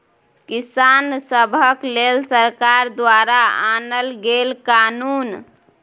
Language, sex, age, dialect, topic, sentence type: Maithili, female, 18-24, Bajjika, agriculture, statement